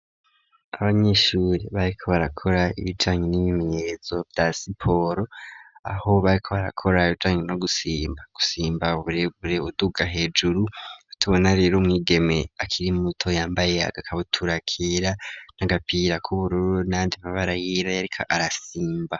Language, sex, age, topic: Rundi, male, 25-35, education